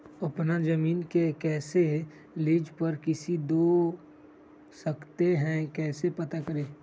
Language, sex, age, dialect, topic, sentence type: Magahi, male, 18-24, Western, agriculture, question